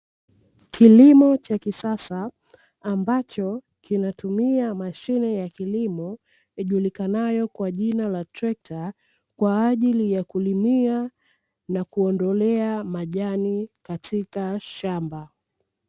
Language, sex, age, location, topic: Swahili, female, 18-24, Dar es Salaam, agriculture